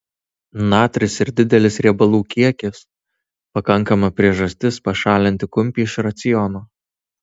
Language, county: Lithuanian, Tauragė